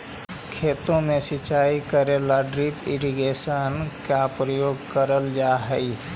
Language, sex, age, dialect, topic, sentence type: Magahi, female, 25-30, Central/Standard, agriculture, statement